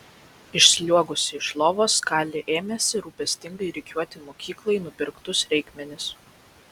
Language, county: Lithuanian, Vilnius